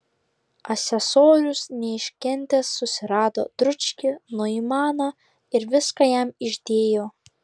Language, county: Lithuanian, Klaipėda